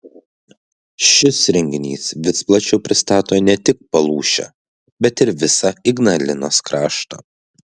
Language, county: Lithuanian, Klaipėda